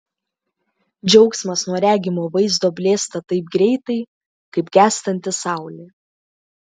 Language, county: Lithuanian, Klaipėda